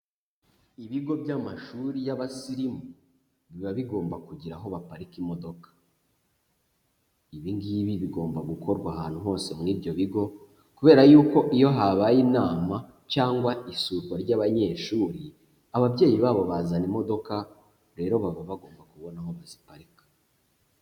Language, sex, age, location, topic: Kinyarwanda, male, 25-35, Huye, education